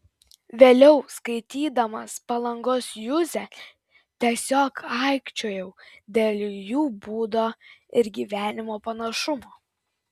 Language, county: Lithuanian, Vilnius